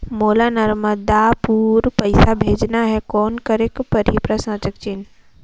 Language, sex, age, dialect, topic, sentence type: Chhattisgarhi, female, 18-24, Northern/Bhandar, banking, question